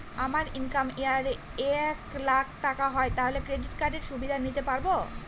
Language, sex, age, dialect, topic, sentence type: Bengali, female, 18-24, Northern/Varendri, banking, question